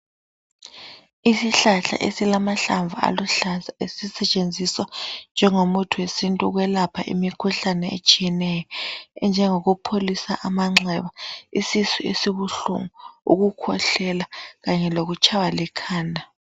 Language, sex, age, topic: North Ndebele, female, 25-35, health